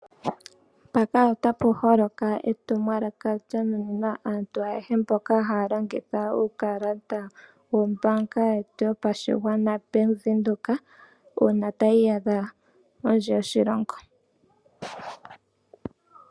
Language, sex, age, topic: Oshiwambo, female, 25-35, finance